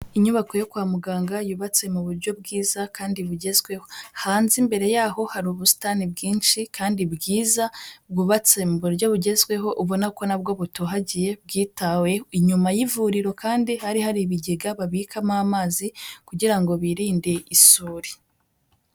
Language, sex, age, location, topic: Kinyarwanda, female, 18-24, Kigali, health